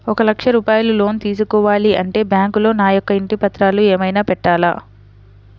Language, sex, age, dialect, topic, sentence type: Telugu, female, 60-100, Central/Coastal, banking, question